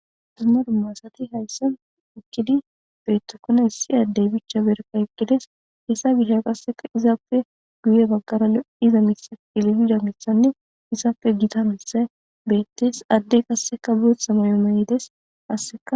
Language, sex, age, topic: Gamo, female, 18-24, government